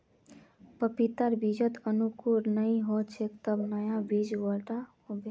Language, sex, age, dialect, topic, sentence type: Magahi, female, 46-50, Northeastern/Surjapuri, agriculture, statement